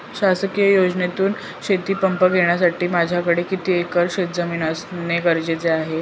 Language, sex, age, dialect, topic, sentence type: Marathi, female, 25-30, Northern Konkan, agriculture, question